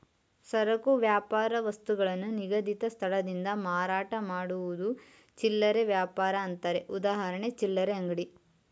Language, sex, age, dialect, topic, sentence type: Kannada, male, 18-24, Mysore Kannada, agriculture, statement